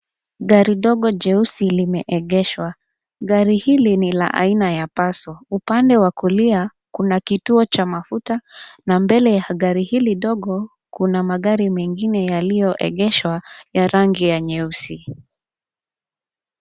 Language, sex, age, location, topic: Swahili, female, 25-35, Nairobi, finance